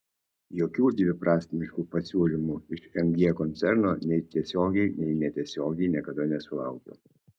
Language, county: Lithuanian, Kaunas